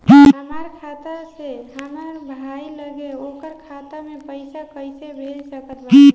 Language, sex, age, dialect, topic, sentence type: Bhojpuri, female, 25-30, Southern / Standard, banking, question